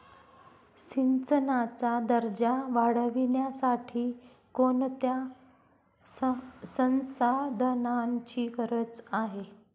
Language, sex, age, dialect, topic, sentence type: Marathi, female, 25-30, Standard Marathi, agriculture, statement